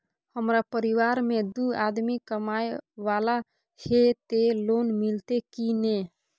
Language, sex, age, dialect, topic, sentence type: Maithili, female, 18-24, Bajjika, banking, question